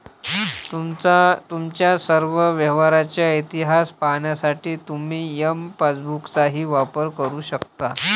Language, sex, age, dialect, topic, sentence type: Marathi, male, 25-30, Varhadi, banking, statement